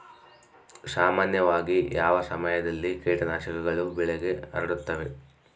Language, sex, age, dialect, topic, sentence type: Kannada, female, 36-40, Central, agriculture, question